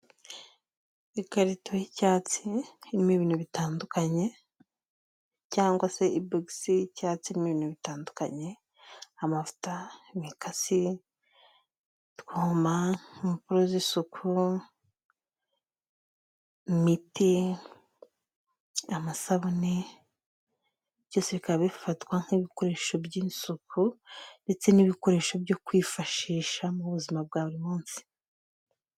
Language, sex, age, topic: Kinyarwanda, female, 25-35, health